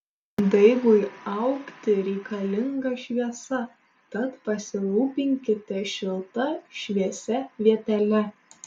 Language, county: Lithuanian, Šiauliai